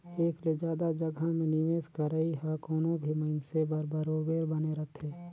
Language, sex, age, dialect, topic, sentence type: Chhattisgarhi, male, 36-40, Northern/Bhandar, banking, statement